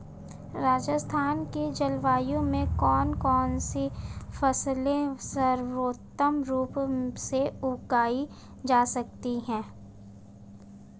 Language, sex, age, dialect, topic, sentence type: Hindi, female, 25-30, Marwari Dhudhari, agriculture, question